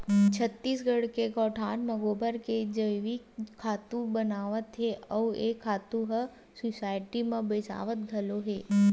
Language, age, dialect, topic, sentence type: Chhattisgarhi, 18-24, Western/Budati/Khatahi, agriculture, statement